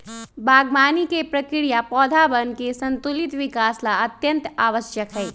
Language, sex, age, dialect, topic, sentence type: Magahi, male, 25-30, Western, agriculture, statement